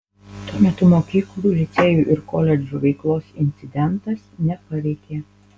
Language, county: Lithuanian, Panevėžys